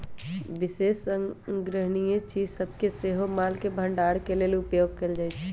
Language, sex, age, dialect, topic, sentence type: Magahi, male, 18-24, Western, banking, statement